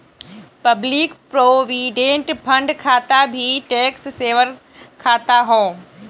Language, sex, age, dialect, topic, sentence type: Bhojpuri, female, 18-24, Western, banking, statement